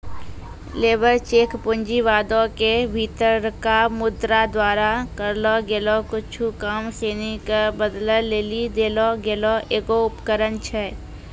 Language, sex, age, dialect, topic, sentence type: Maithili, female, 46-50, Angika, banking, statement